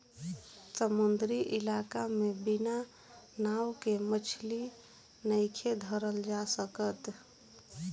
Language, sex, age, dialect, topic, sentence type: Bhojpuri, female, 18-24, Southern / Standard, agriculture, statement